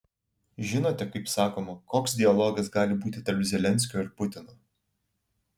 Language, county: Lithuanian, Alytus